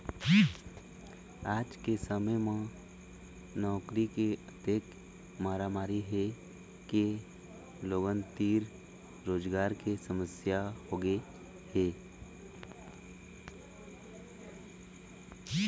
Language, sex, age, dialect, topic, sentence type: Chhattisgarhi, male, 25-30, Eastern, agriculture, statement